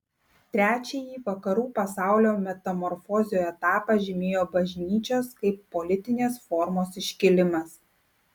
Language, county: Lithuanian, Klaipėda